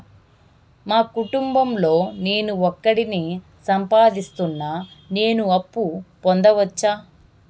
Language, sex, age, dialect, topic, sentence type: Telugu, female, 18-24, Southern, banking, question